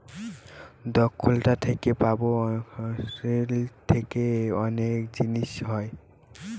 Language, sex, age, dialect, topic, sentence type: Bengali, male, <18, Northern/Varendri, agriculture, statement